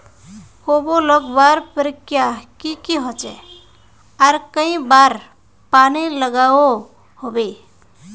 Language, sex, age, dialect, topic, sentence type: Magahi, female, 18-24, Northeastern/Surjapuri, agriculture, question